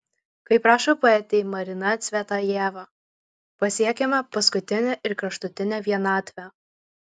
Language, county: Lithuanian, Marijampolė